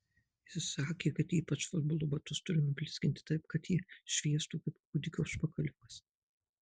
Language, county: Lithuanian, Marijampolė